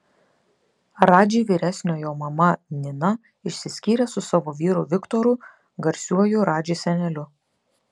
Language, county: Lithuanian, Klaipėda